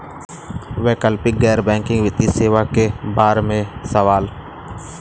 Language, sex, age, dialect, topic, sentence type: Bhojpuri, male, 25-30, Western, banking, question